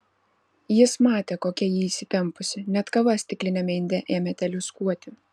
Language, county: Lithuanian, Vilnius